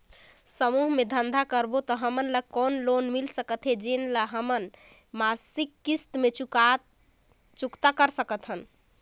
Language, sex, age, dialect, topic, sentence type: Chhattisgarhi, female, 25-30, Northern/Bhandar, banking, question